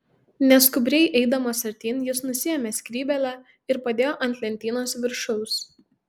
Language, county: Lithuanian, Tauragė